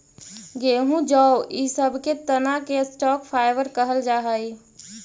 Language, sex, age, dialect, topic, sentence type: Magahi, female, 18-24, Central/Standard, agriculture, statement